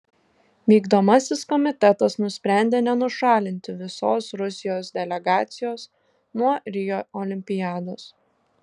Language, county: Lithuanian, Šiauliai